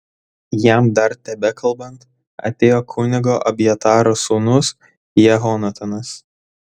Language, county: Lithuanian, Vilnius